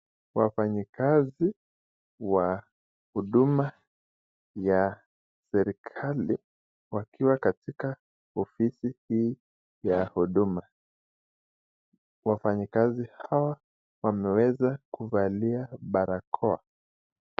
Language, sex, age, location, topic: Swahili, male, 18-24, Nakuru, government